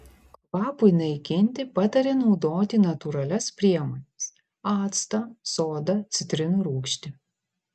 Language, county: Lithuanian, Vilnius